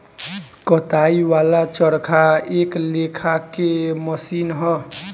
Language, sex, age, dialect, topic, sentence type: Bhojpuri, male, 18-24, Southern / Standard, agriculture, statement